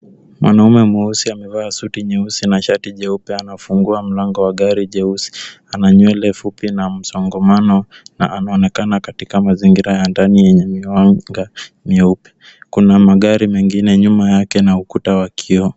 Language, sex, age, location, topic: Swahili, male, 18-24, Kisumu, finance